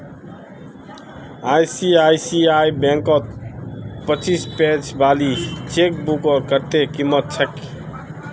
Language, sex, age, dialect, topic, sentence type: Magahi, male, 36-40, Northeastern/Surjapuri, banking, statement